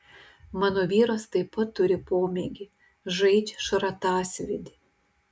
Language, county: Lithuanian, Telšiai